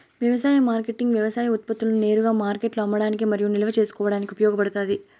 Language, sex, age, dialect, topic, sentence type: Telugu, female, 18-24, Southern, agriculture, statement